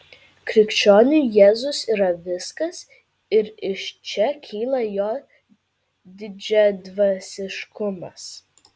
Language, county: Lithuanian, Vilnius